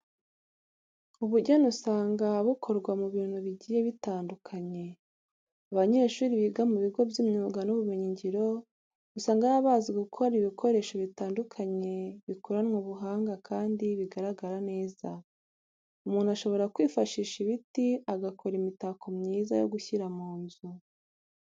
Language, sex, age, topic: Kinyarwanda, female, 36-49, education